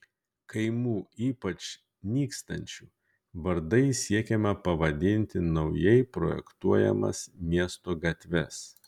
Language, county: Lithuanian, Kaunas